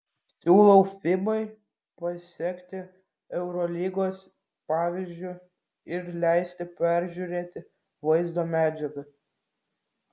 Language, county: Lithuanian, Vilnius